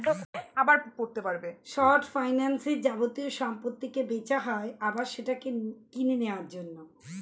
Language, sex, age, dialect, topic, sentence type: Bengali, male, 51-55, Standard Colloquial, banking, statement